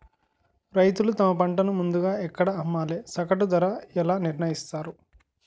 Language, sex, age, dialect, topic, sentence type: Telugu, male, 60-100, Utterandhra, agriculture, question